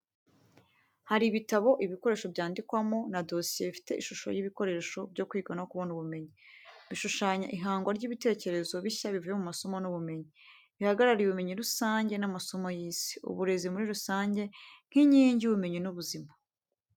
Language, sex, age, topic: Kinyarwanda, female, 18-24, education